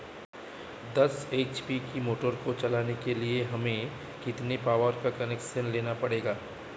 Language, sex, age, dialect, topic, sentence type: Hindi, male, 31-35, Marwari Dhudhari, agriculture, question